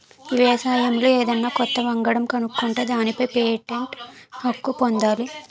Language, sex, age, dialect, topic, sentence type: Telugu, female, 18-24, Utterandhra, banking, statement